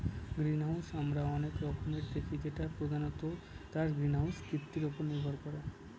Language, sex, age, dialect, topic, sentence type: Bengali, male, 18-24, Northern/Varendri, agriculture, statement